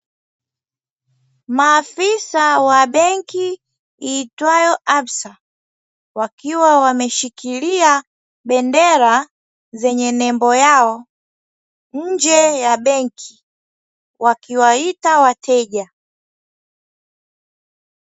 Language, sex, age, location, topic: Swahili, female, 25-35, Dar es Salaam, finance